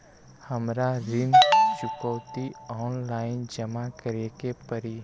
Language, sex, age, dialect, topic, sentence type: Magahi, male, 25-30, Western, banking, question